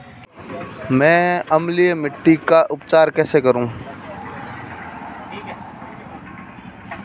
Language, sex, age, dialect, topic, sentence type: Hindi, male, 25-30, Marwari Dhudhari, agriculture, question